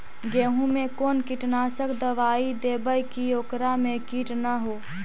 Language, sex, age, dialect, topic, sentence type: Magahi, female, 25-30, Central/Standard, agriculture, question